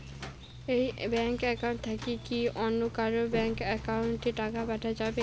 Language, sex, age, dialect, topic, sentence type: Bengali, female, 18-24, Rajbangshi, banking, question